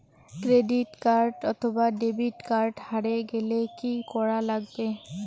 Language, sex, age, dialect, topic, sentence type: Bengali, female, 18-24, Rajbangshi, banking, question